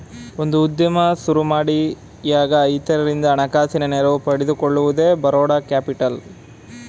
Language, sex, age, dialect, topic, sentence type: Kannada, male, 18-24, Mysore Kannada, banking, statement